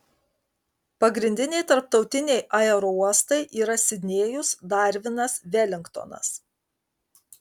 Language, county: Lithuanian, Kaunas